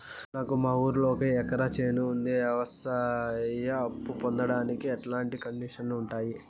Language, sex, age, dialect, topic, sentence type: Telugu, male, 18-24, Southern, banking, question